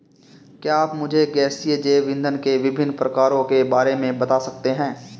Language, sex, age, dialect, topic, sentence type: Hindi, male, 18-24, Marwari Dhudhari, agriculture, statement